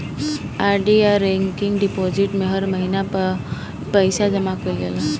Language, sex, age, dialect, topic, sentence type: Bhojpuri, female, 18-24, Northern, banking, statement